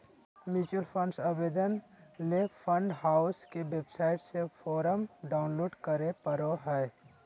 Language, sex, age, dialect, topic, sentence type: Magahi, male, 25-30, Southern, banking, statement